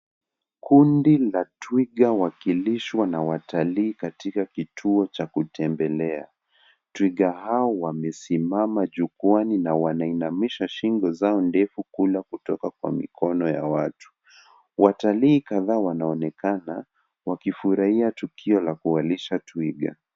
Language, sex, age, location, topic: Swahili, male, 25-35, Nairobi, government